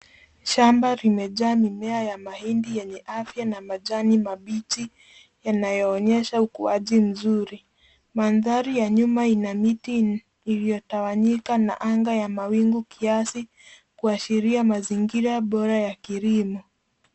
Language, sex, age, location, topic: Swahili, female, 18-24, Nairobi, agriculture